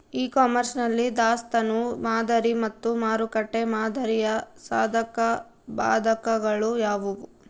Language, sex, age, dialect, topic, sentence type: Kannada, female, 18-24, Central, agriculture, question